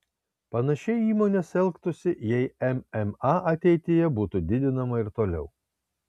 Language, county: Lithuanian, Kaunas